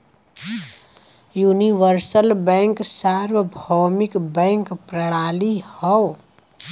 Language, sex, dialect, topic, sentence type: Bhojpuri, female, Western, banking, statement